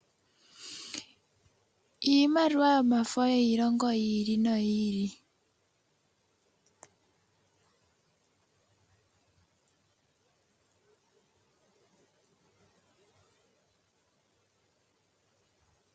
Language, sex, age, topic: Oshiwambo, female, 18-24, finance